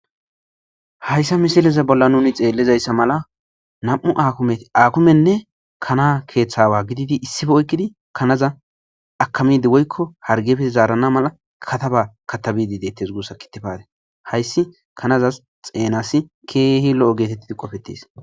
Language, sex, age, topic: Gamo, male, 25-35, agriculture